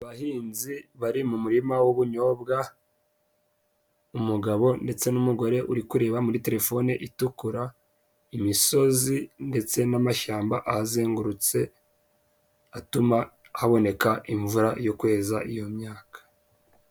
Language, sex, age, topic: Kinyarwanda, male, 18-24, agriculture